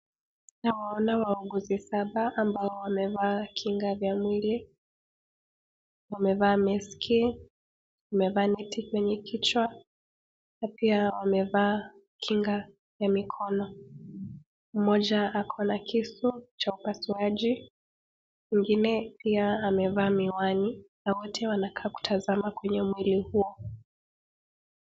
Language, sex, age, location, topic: Swahili, female, 18-24, Nakuru, health